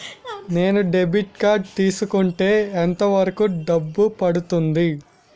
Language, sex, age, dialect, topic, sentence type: Telugu, male, 18-24, Utterandhra, banking, question